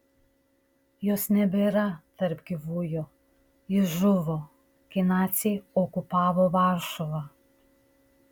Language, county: Lithuanian, Šiauliai